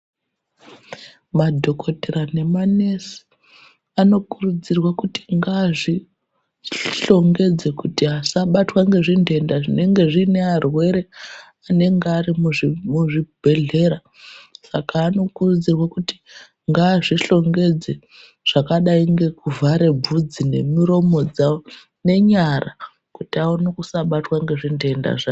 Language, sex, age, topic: Ndau, female, 36-49, health